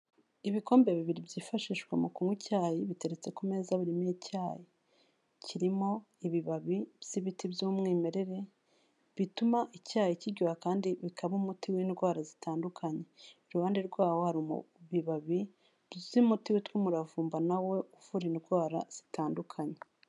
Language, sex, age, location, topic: Kinyarwanda, female, 36-49, Kigali, health